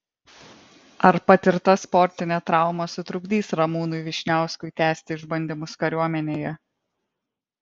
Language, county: Lithuanian, Vilnius